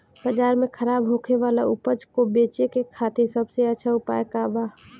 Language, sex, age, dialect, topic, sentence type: Bhojpuri, female, 18-24, Northern, agriculture, statement